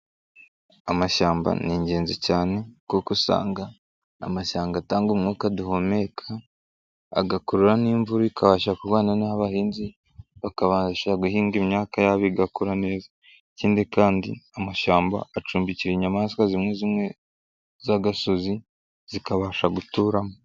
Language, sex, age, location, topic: Kinyarwanda, male, 25-35, Nyagatare, agriculture